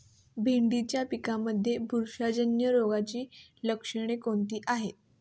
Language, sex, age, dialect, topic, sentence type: Marathi, female, 18-24, Standard Marathi, agriculture, question